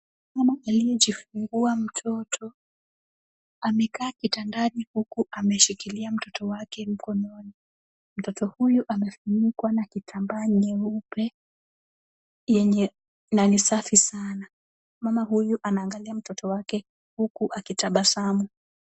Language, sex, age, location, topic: Swahili, female, 25-35, Kisumu, health